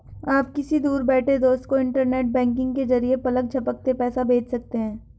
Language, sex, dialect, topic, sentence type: Hindi, female, Hindustani Malvi Khadi Boli, banking, statement